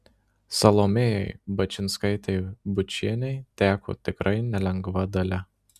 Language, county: Lithuanian, Marijampolė